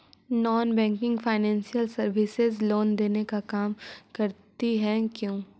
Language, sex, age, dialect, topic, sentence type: Magahi, female, 18-24, Central/Standard, banking, question